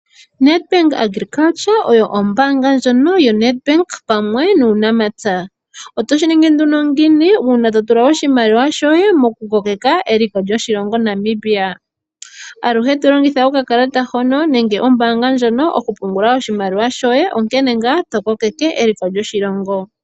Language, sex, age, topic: Oshiwambo, female, 18-24, finance